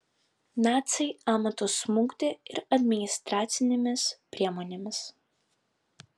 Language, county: Lithuanian, Vilnius